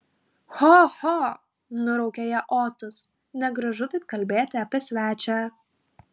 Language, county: Lithuanian, Klaipėda